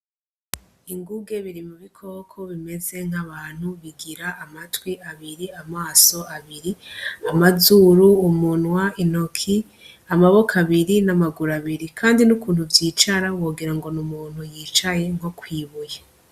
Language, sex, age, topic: Rundi, female, 25-35, agriculture